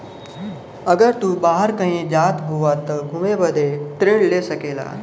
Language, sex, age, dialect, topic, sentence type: Bhojpuri, male, 25-30, Western, banking, statement